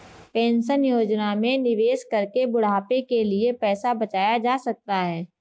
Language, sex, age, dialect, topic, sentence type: Hindi, female, 25-30, Marwari Dhudhari, banking, statement